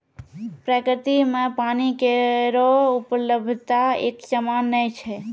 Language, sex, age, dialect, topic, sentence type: Maithili, female, 25-30, Angika, agriculture, statement